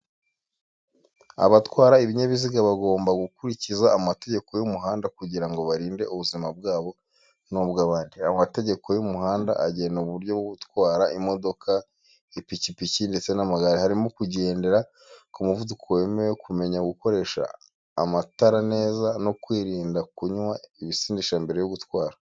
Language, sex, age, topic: Kinyarwanda, male, 25-35, education